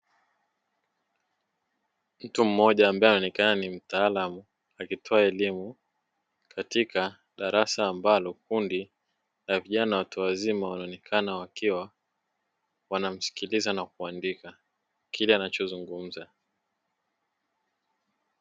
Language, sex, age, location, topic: Swahili, male, 18-24, Dar es Salaam, education